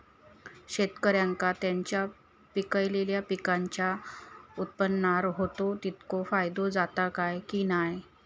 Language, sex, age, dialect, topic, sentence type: Marathi, female, 31-35, Southern Konkan, agriculture, question